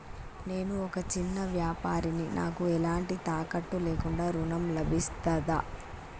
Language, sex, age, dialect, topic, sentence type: Telugu, female, 25-30, Telangana, banking, question